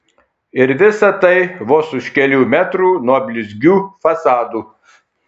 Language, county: Lithuanian, Kaunas